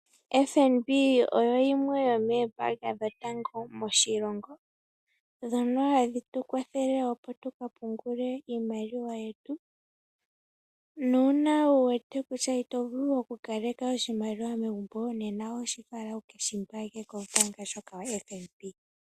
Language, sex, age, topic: Oshiwambo, female, 18-24, finance